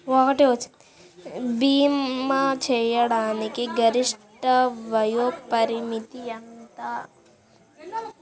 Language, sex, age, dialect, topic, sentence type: Telugu, female, 18-24, Central/Coastal, banking, question